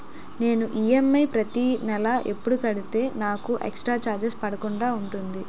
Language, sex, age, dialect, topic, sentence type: Telugu, female, 18-24, Utterandhra, banking, question